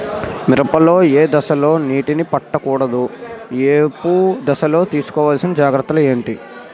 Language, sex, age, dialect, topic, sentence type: Telugu, male, 18-24, Utterandhra, agriculture, question